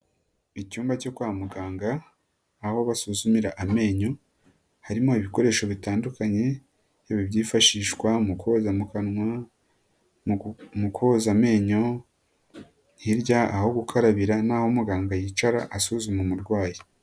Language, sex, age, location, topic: Kinyarwanda, female, 18-24, Nyagatare, health